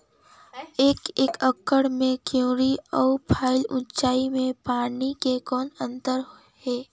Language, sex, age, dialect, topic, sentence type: Chhattisgarhi, female, 56-60, Northern/Bhandar, agriculture, question